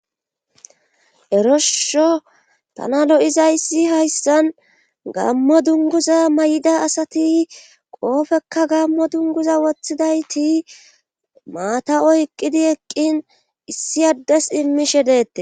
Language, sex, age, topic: Gamo, female, 25-35, government